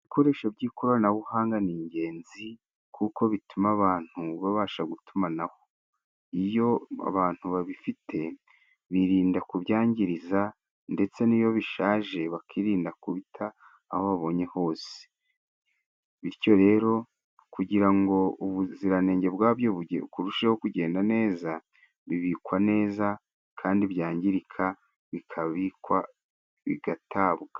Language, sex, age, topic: Kinyarwanda, male, 36-49, finance